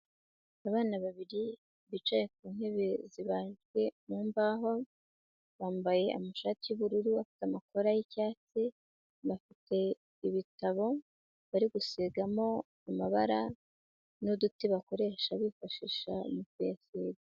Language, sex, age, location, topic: Kinyarwanda, female, 25-35, Nyagatare, education